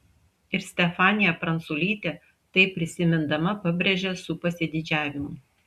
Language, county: Lithuanian, Klaipėda